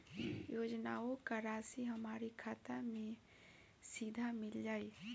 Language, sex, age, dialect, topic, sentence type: Bhojpuri, female, 25-30, Northern, banking, question